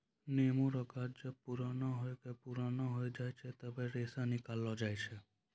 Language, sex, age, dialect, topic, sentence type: Maithili, male, 18-24, Angika, agriculture, statement